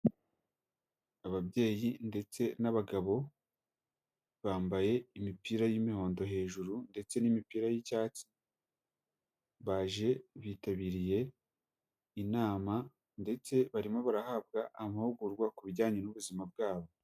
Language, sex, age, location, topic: Kinyarwanda, male, 18-24, Huye, health